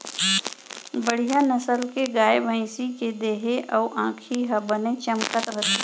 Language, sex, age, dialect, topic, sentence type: Chhattisgarhi, female, 41-45, Central, agriculture, statement